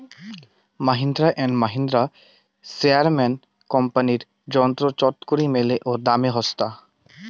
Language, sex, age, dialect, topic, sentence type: Bengali, male, 18-24, Rajbangshi, agriculture, statement